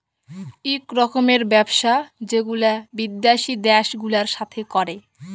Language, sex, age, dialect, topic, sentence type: Bengali, female, 18-24, Jharkhandi, banking, statement